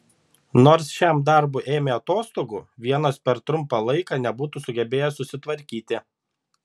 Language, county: Lithuanian, Šiauliai